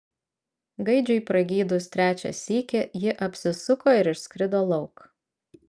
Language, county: Lithuanian, Vilnius